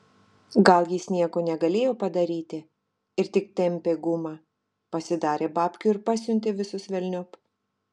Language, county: Lithuanian, Telšiai